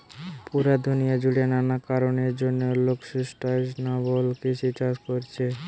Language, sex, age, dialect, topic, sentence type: Bengali, male, <18, Western, agriculture, statement